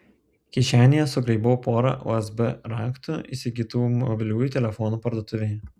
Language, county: Lithuanian, Telšiai